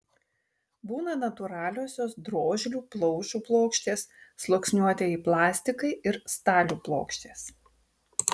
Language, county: Lithuanian, Tauragė